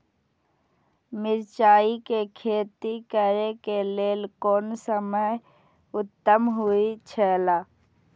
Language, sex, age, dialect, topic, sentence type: Maithili, female, 18-24, Eastern / Thethi, agriculture, question